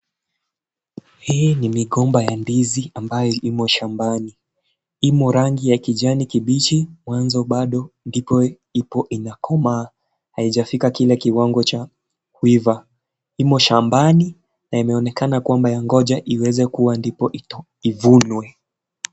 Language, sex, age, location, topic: Swahili, male, 18-24, Kisii, agriculture